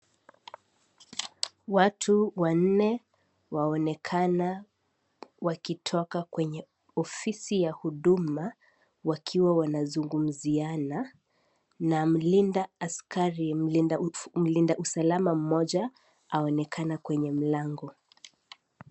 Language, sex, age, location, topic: Swahili, female, 18-24, Kisii, government